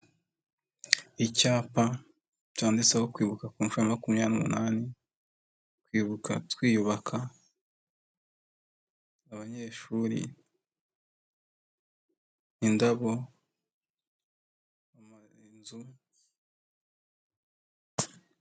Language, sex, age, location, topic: Kinyarwanda, male, 25-35, Nyagatare, education